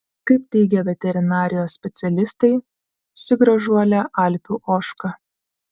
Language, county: Lithuanian, Vilnius